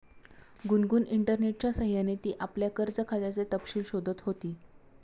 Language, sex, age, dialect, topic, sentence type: Marathi, female, 25-30, Standard Marathi, banking, statement